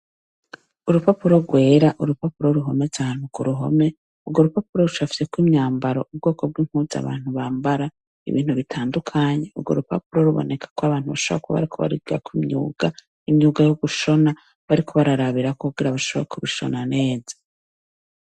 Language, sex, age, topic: Rundi, female, 36-49, education